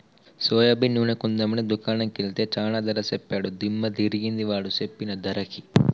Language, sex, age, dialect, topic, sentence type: Telugu, male, 18-24, Telangana, agriculture, statement